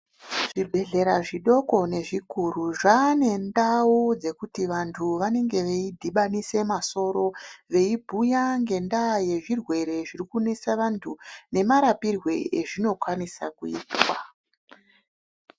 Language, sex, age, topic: Ndau, female, 36-49, health